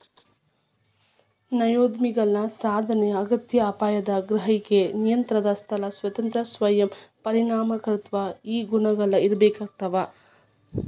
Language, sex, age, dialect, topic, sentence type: Kannada, female, 25-30, Dharwad Kannada, banking, statement